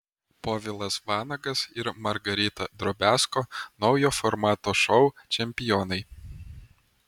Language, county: Lithuanian, Vilnius